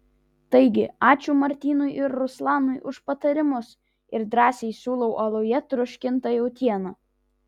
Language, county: Lithuanian, Vilnius